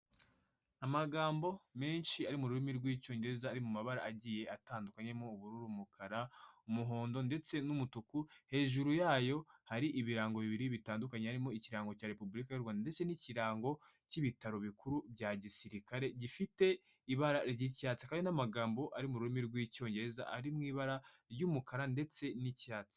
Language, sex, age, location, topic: Kinyarwanda, female, 25-35, Kigali, health